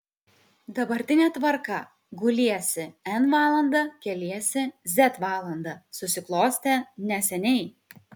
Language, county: Lithuanian, Kaunas